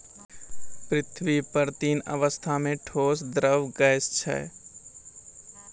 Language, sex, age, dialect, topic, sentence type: Maithili, male, 25-30, Angika, agriculture, statement